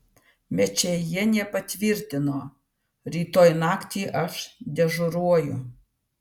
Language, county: Lithuanian, Vilnius